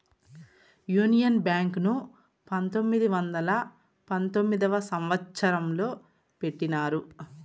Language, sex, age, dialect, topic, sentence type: Telugu, female, 36-40, Southern, banking, statement